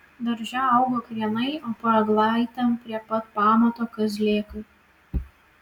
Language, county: Lithuanian, Vilnius